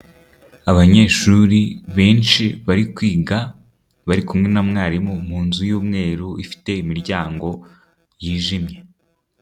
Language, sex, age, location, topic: Kinyarwanda, male, 18-24, Nyagatare, education